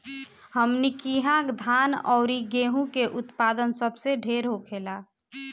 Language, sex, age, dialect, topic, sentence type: Bhojpuri, female, 18-24, Southern / Standard, agriculture, statement